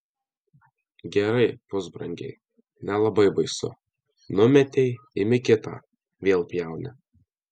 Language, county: Lithuanian, Alytus